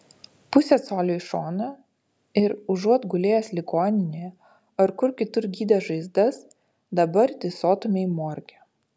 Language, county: Lithuanian, Utena